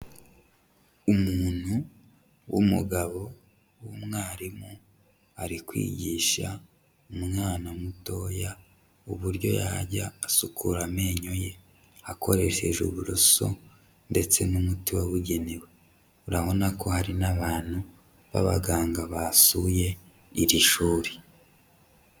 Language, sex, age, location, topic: Kinyarwanda, male, 25-35, Huye, health